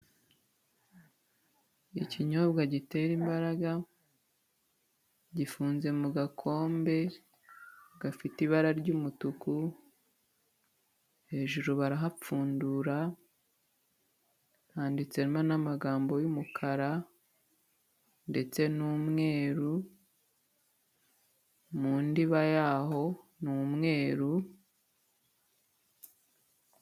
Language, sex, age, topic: Kinyarwanda, female, 25-35, health